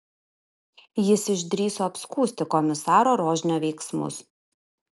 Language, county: Lithuanian, Kaunas